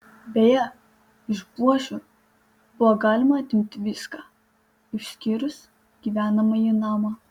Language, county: Lithuanian, Panevėžys